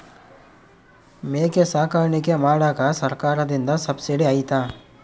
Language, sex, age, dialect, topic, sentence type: Kannada, male, 41-45, Central, agriculture, question